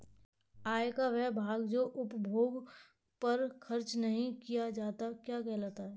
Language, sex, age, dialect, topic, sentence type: Hindi, male, 18-24, Kanauji Braj Bhasha, banking, question